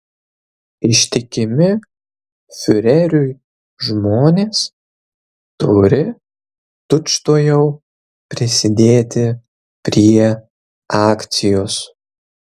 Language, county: Lithuanian, Kaunas